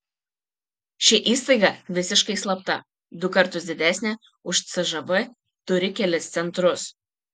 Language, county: Lithuanian, Kaunas